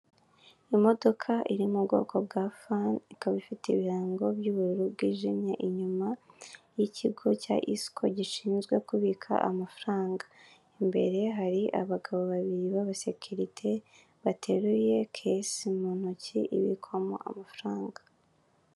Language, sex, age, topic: Kinyarwanda, female, 18-24, finance